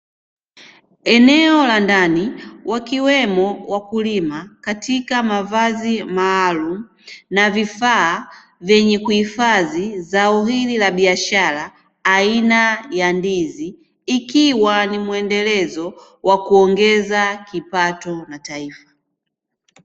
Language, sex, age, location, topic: Swahili, female, 25-35, Dar es Salaam, agriculture